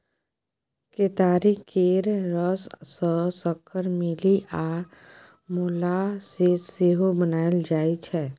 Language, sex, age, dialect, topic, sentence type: Maithili, female, 18-24, Bajjika, agriculture, statement